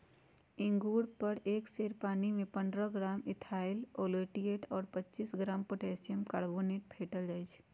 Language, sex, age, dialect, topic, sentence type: Magahi, female, 31-35, Western, agriculture, statement